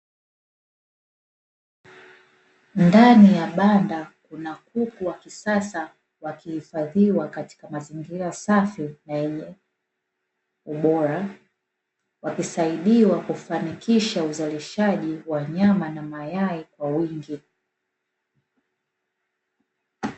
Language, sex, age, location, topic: Swahili, female, 18-24, Dar es Salaam, agriculture